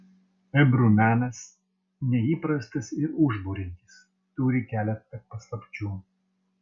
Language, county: Lithuanian, Vilnius